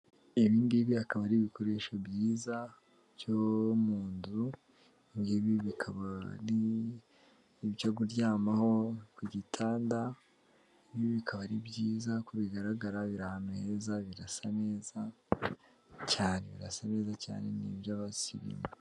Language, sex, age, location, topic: Kinyarwanda, female, 18-24, Kigali, finance